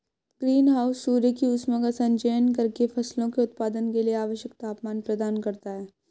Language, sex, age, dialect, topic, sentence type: Hindi, female, 18-24, Marwari Dhudhari, agriculture, statement